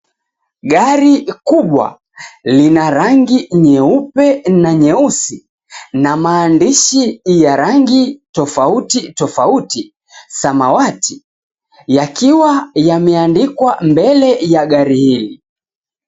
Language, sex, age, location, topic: Swahili, male, 25-35, Mombasa, government